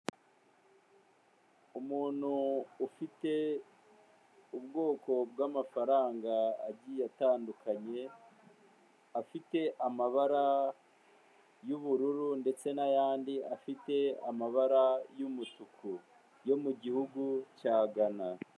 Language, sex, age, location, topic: Kinyarwanda, male, 18-24, Kigali, finance